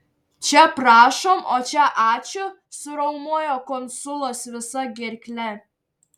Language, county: Lithuanian, Šiauliai